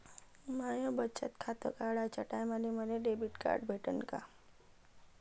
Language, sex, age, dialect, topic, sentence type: Marathi, female, 31-35, Varhadi, banking, question